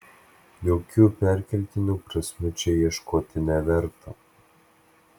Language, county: Lithuanian, Klaipėda